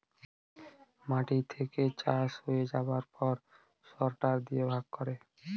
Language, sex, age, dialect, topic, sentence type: Bengali, male, 18-24, Northern/Varendri, agriculture, statement